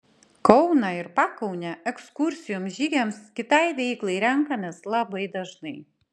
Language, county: Lithuanian, Klaipėda